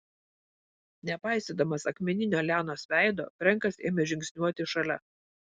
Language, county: Lithuanian, Vilnius